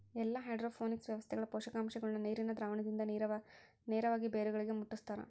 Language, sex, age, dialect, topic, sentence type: Kannada, female, 41-45, Central, agriculture, statement